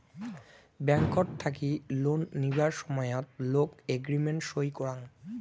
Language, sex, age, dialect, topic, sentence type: Bengali, male, <18, Rajbangshi, banking, statement